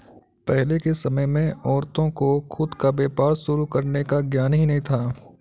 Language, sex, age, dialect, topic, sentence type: Hindi, male, 56-60, Kanauji Braj Bhasha, banking, statement